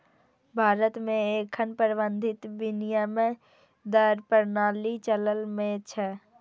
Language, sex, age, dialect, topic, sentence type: Maithili, female, 41-45, Eastern / Thethi, banking, statement